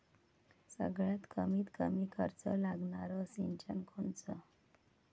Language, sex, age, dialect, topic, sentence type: Marathi, female, 56-60, Varhadi, agriculture, question